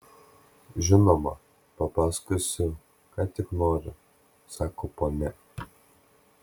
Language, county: Lithuanian, Klaipėda